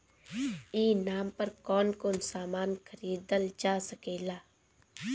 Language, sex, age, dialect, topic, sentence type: Bhojpuri, female, 18-24, Northern, agriculture, question